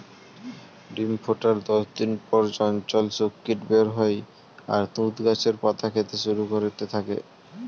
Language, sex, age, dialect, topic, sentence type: Bengali, male, 18-24, Standard Colloquial, agriculture, statement